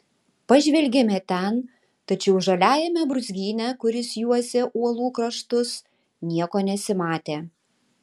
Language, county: Lithuanian, Tauragė